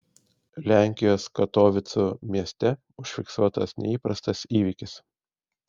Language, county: Lithuanian, Šiauliai